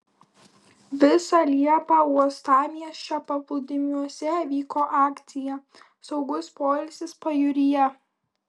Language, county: Lithuanian, Kaunas